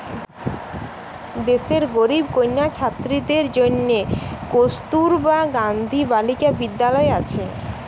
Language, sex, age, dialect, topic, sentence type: Bengali, female, 18-24, Western, banking, statement